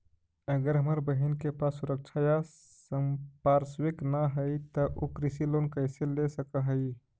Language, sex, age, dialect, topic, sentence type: Magahi, male, 25-30, Central/Standard, agriculture, statement